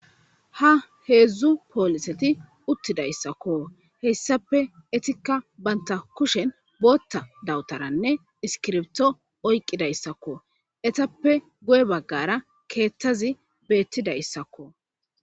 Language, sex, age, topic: Gamo, male, 25-35, government